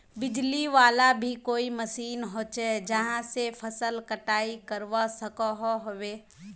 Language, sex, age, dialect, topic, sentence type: Magahi, female, 18-24, Northeastern/Surjapuri, agriculture, question